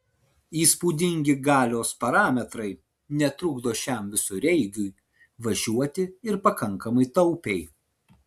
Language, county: Lithuanian, Vilnius